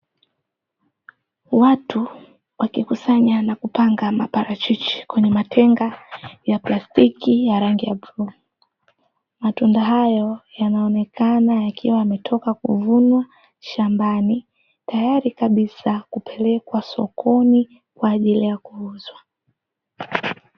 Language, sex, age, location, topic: Swahili, female, 18-24, Dar es Salaam, agriculture